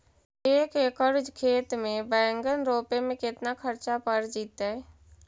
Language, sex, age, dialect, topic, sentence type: Magahi, female, 56-60, Central/Standard, agriculture, question